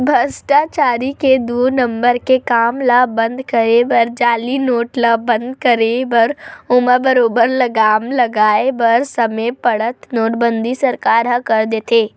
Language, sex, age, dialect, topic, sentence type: Chhattisgarhi, female, 25-30, Western/Budati/Khatahi, banking, statement